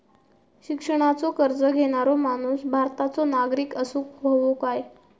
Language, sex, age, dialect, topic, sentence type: Marathi, female, 18-24, Southern Konkan, banking, question